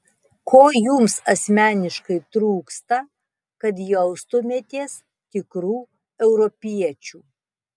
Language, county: Lithuanian, Tauragė